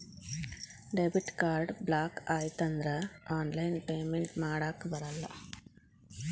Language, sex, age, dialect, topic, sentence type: Kannada, female, 41-45, Dharwad Kannada, banking, statement